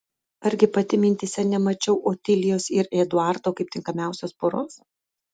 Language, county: Lithuanian, Vilnius